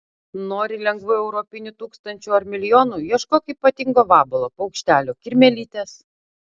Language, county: Lithuanian, Utena